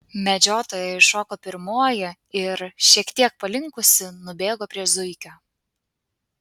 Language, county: Lithuanian, Panevėžys